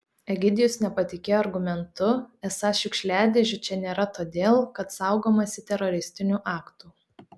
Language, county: Lithuanian, Telšiai